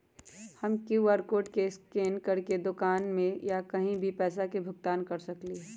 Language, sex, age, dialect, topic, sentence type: Magahi, female, 56-60, Western, banking, question